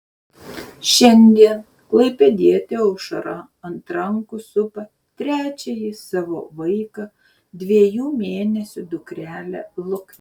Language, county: Lithuanian, Šiauliai